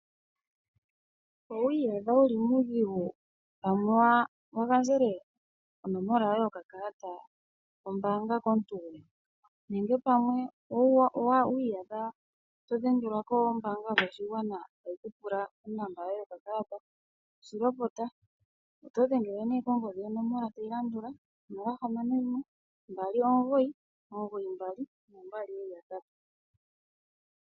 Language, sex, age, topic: Oshiwambo, female, 25-35, finance